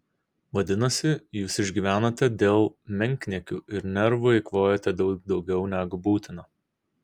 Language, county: Lithuanian, Kaunas